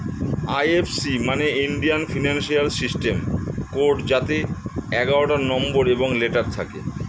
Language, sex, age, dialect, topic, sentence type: Bengali, male, 51-55, Standard Colloquial, banking, statement